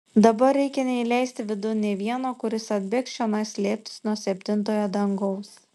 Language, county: Lithuanian, Šiauliai